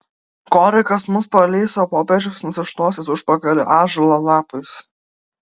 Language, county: Lithuanian, Vilnius